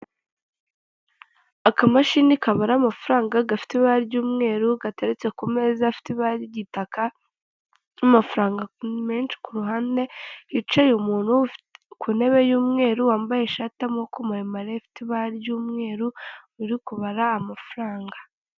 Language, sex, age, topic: Kinyarwanda, male, 25-35, finance